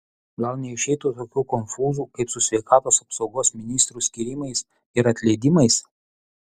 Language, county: Lithuanian, Utena